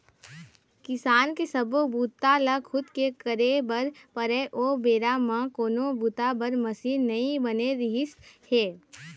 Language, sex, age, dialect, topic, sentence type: Chhattisgarhi, male, 41-45, Eastern, agriculture, statement